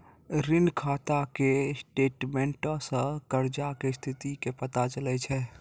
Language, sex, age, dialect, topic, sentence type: Maithili, male, 56-60, Angika, banking, statement